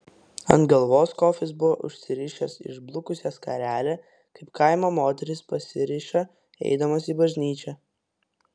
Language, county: Lithuanian, Vilnius